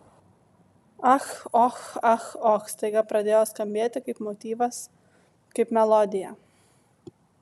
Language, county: Lithuanian, Vilnius